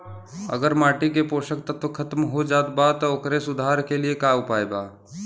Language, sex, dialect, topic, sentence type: Bhojpuri, male, Western, agriculture, question